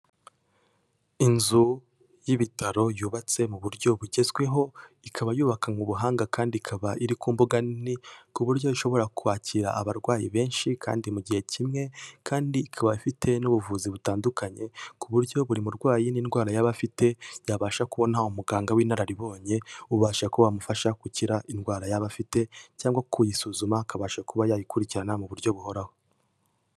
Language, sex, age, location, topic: Kinyarwanda, male, 18-24, Kigali, health